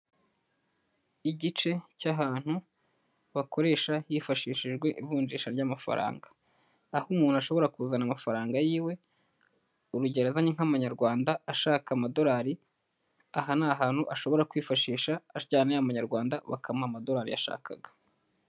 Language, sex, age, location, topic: Kinyarwanda, male, 18-24, Huye, finance